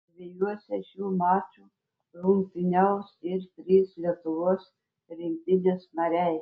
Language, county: Lithuanian, Telšiai